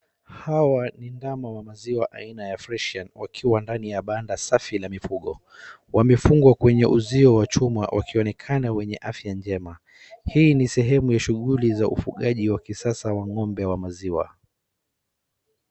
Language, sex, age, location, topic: Swahili, male, 36-49, Wajir, agriculture